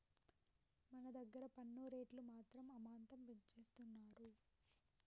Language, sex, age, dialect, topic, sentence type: Telugu, female, 18-24, Telangana, banking, statement